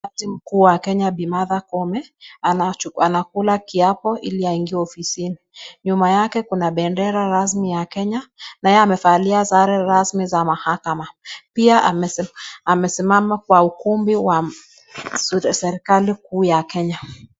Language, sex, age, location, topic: Swahili, female, 25-35, Nakuru, government